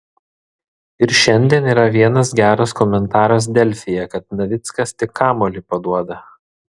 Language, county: Lithuanian, Vilnius